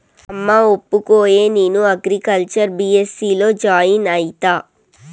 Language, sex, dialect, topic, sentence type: Telugu, female, Southern, agriculture, statement